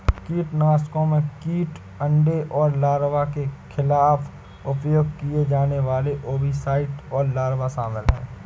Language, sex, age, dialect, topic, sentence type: Hindi, male, 56-60, Awadhi Bundeli, agriculture, statement